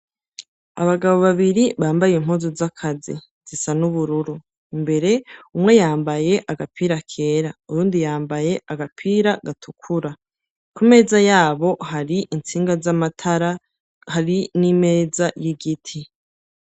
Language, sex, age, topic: Rundi, male, 36-49, education